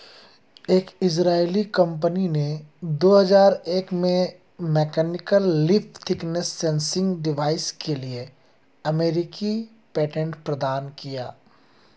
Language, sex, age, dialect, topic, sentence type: Hindi, male, 31-35, Hindustani Malvi Khadi Boli, agriculture, statement